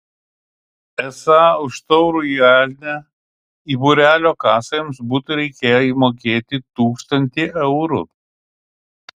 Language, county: Lithuanian, Kaunas